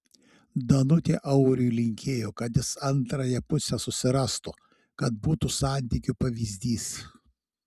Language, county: Lithuanian, Šiauliai